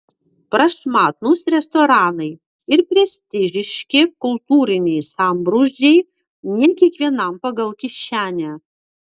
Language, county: Lithuanian, Utena